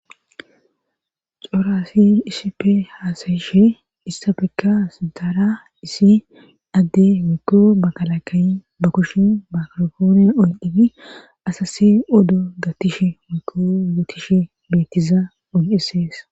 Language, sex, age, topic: Gamo, female, 25-35, government